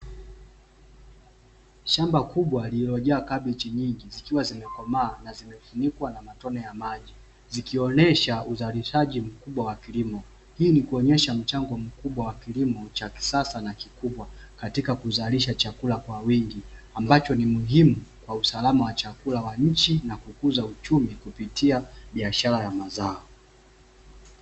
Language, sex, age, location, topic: Swahili, male, 25-35, Dar es Salaam, agriculture